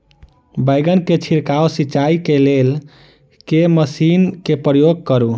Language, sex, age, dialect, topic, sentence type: Maithili, male, 25-30, Southern/Standard, agriculture, question